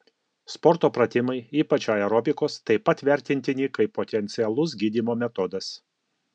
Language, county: Lithuanian, Alytus